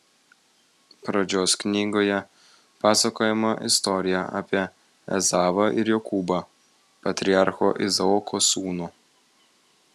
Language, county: Lithuanian, Vilnius